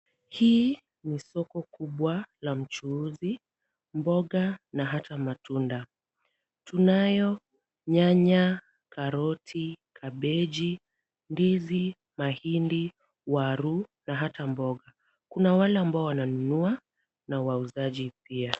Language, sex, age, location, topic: Swahili, female, 18-24, Kisumu, finance